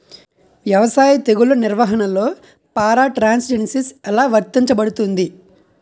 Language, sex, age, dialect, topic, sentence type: Telugu, male, 25-30, Utterandhra, agriculture, question